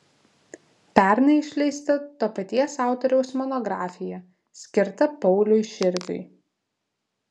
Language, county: Lithuanian, Vilnius